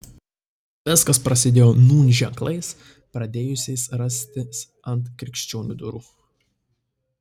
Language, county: Lithuanian, Tauragė